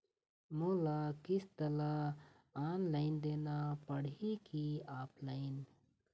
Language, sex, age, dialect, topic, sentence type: Chhattisgarhi, male, 18-24, Eastern, banking, question